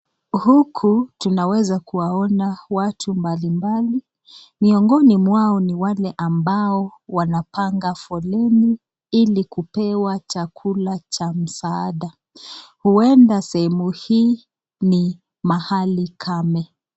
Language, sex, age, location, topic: Swahili, female, 25-35, Nakuru, health